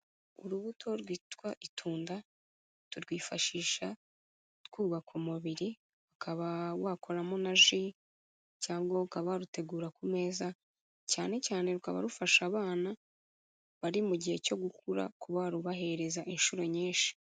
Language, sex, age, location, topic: Kinyarwanda, female, 36-49, Kigali, agriculture